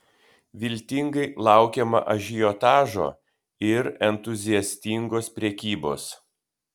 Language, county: Lithuanian, Kaunas